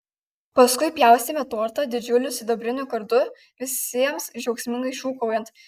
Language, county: Lithuanian, Kaunas